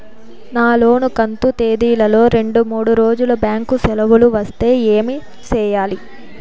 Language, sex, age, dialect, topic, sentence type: Telugu, female, 18-24, Southern, banking, question